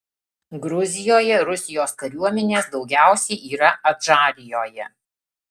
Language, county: Lithuanian, Alytus